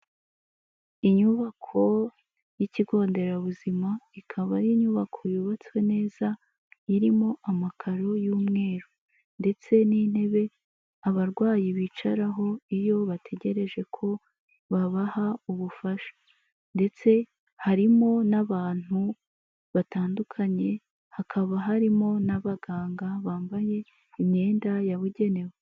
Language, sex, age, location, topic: Kinyarwanda, female, 25-35, Kigali, health